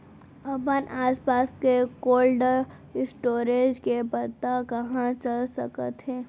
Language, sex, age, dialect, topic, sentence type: Chhattisgarhi, female, 18-24, Central, agriculture, question